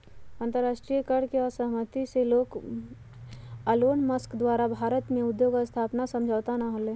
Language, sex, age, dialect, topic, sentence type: Magahi, female, 51-55, Western, banking, statement